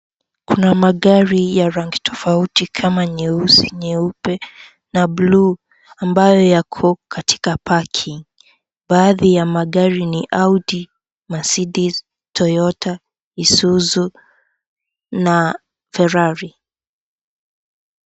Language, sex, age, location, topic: Swahili, female, 18-24, Kisii, finance